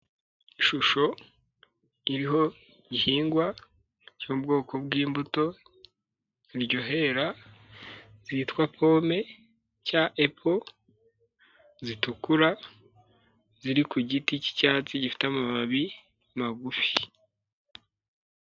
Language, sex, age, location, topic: Kinyarwanda, male, 18-24, Nyagatare, agriculture